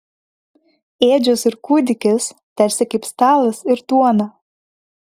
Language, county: Lithuanian, Vilnius